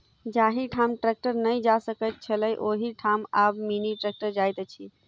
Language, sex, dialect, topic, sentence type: Maithili, female, Southern/Standard, agriculture, statement